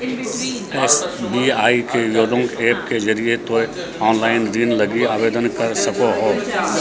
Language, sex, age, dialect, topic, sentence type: Magahi, female, 41-45, Southern, banking, statement